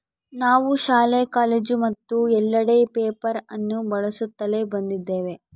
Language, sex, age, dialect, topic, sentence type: Kannada, female, 51-55, Central, agriculture, statement